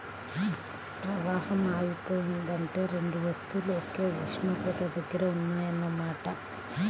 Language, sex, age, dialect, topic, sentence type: Telugu, male, 36-40, Central/Coastal, agriculture, statement